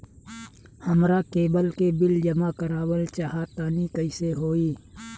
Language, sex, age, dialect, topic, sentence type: Bhojpuri, male, 36-40, Southern / Standard, banking, question